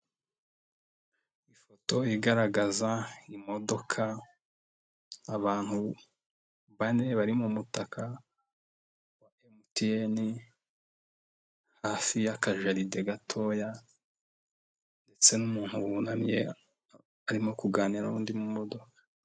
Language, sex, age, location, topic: Kinyarwanda, male, 25-35, Nyagatare, finance